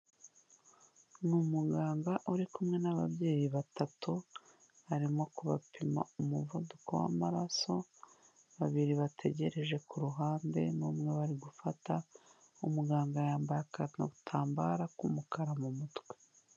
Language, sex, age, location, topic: Kinyarwanda, female, 25-35, Kigali, health